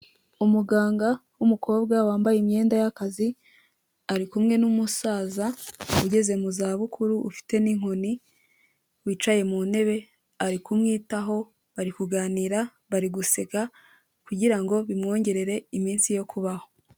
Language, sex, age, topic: Kinyarwanda, female, 25-35, health